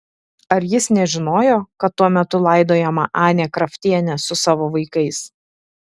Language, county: Lithuanian, Šiauliai